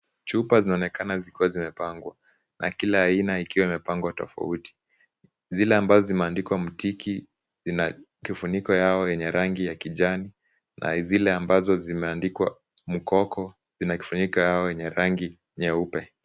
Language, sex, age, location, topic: Swahili, male, 18-24, Kisumu, health